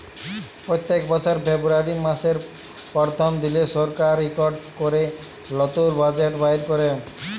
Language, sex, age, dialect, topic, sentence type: Bengali, male, 18-24, Jharkhandi, banking, statement